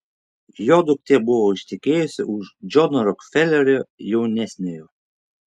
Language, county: Lithuanian, Šiauliai